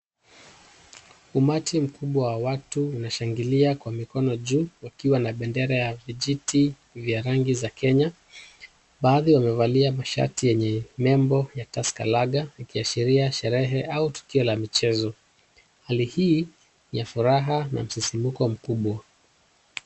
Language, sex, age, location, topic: Swahili, male, 36-49, Kisumu, government